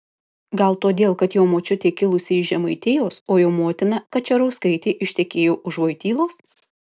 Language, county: Lithuanian, Kaunas